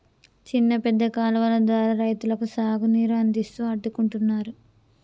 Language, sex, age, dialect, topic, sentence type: Telugu, female, 25-30, Telangana, agriculture, statement